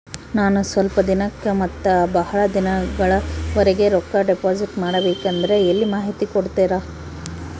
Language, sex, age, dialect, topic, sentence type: Kannada, female, 18-24, Central, banking, question